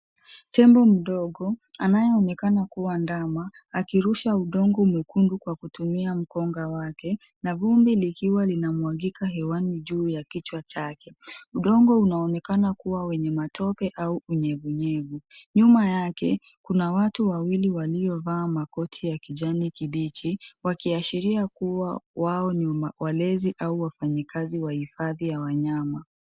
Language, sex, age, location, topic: Swahili, female, 25-35, Nairobi, government